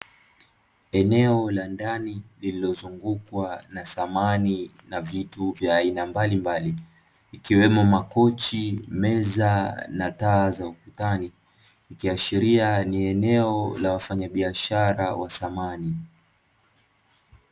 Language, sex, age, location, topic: Swahili, male, 18-24, Dar es Salaam, finance